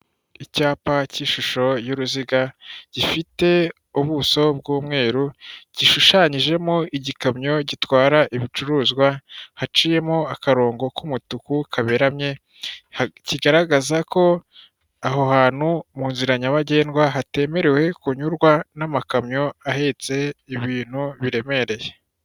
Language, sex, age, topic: Kinyarwanda, female, 36-49, government